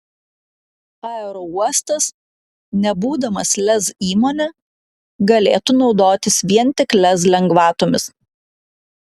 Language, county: Lithuanian, Klaipėda